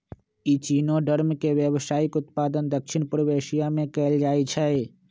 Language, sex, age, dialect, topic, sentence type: Magahi, male, 25-30, Western, agriculture, statement